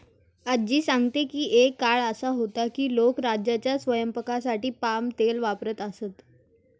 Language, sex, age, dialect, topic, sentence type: Marathi, female, 18-24, Standard Marathi, agriculture, statement